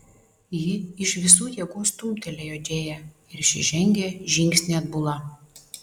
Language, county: Lithuanian, Vilnius